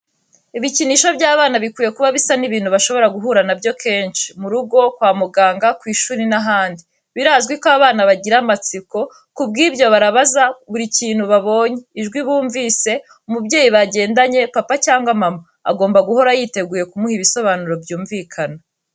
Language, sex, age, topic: Kinyarwanda, female, 18-24, education